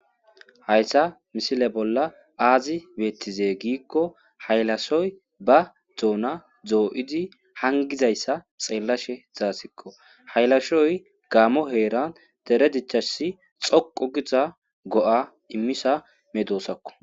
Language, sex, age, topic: Gamo, male, 25-35, agriculture